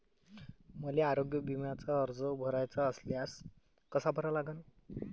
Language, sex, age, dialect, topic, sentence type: Marathi, male, 25-30, Varhadi, banking, question